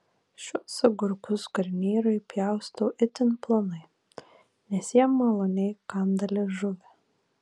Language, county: Lithuanian, Vilnius